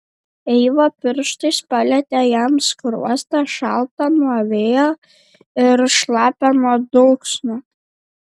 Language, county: Lithuanian, Šiauliai